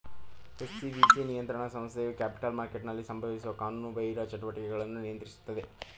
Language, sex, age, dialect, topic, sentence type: Kannada, male, 18-24, Mysore Kannada, banking, statement